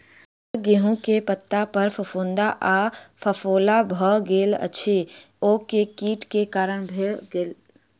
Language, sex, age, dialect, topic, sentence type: Maithili, female, 46-50, Southern/Standard, agriculture, question